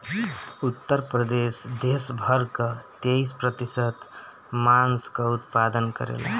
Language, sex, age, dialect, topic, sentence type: Bhojpuri, male, 51-55, Northern, agriculture, statement